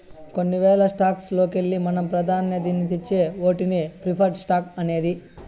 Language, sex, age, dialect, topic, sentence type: Telugu, male, 31-35, Southern, banking, statement